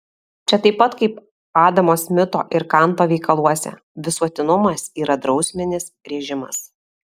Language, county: Lithuanian, Alytus